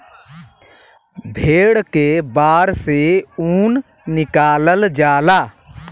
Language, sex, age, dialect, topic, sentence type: Bhojpuri, male, 25-30, Western, agriculture, statement